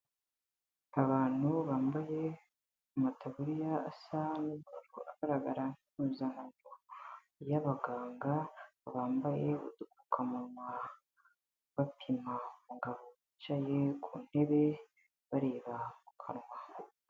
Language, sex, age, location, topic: Kinyarwanda, female, 18-24, Kigali, health